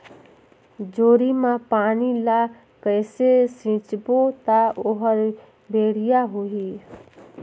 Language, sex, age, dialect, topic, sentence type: Chhattisgarhi, female, 36-40, Northern/Bhandar, agriculture, question